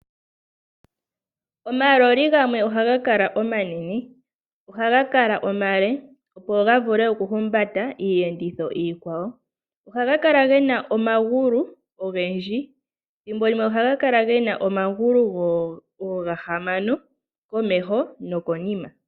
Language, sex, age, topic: Oshiwambo, female, 18-24, agriculture